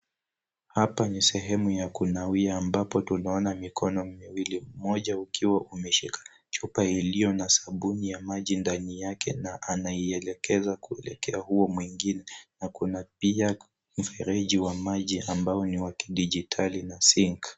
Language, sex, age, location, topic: Swahili, male, 18-24, Nairobi, health